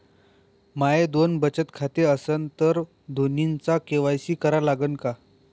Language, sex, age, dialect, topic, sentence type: Marathi, male, 18-24, Varhadi, banking, question